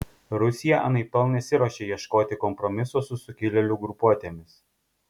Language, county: Lithuanian, Kaunas